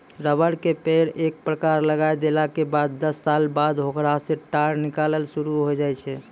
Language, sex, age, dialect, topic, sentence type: Maithili, male, 25-30, Angika, agriculture, statement